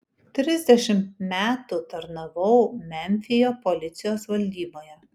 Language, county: Lithuanian, Kaunas